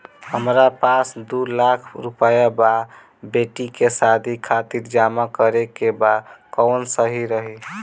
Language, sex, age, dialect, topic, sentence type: Bhojpuri, male, <18, Northern, banking, question